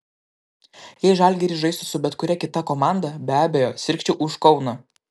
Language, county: Lithuanian, Klaipėda